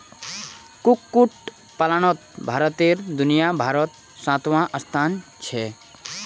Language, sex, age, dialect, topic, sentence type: Magahi, male, 18-24, Northeastern/Surjapuri, agriculture, statement